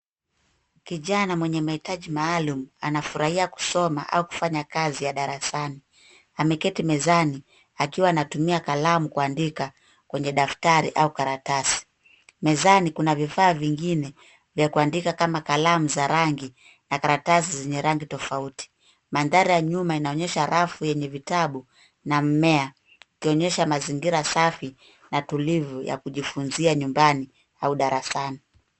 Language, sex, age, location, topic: Swahili, female, 18-24, Nairobi, education